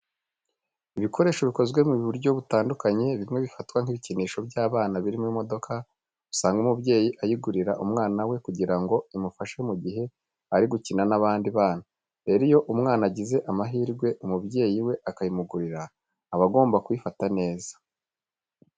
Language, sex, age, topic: Kinyarwanda, male, 25-35, education